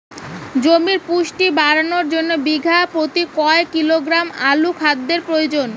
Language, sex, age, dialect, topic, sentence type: Bengali, female, 18-24, Rajbangshi, agriculture, question